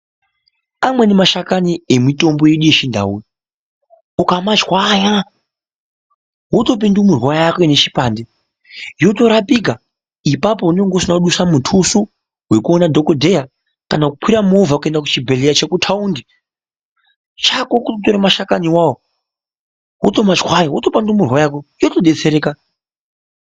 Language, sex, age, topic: Ndau, male, 25-35, health